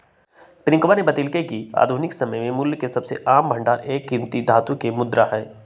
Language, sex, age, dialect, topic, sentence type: Magahi, male, 18-24, Western, banking, statement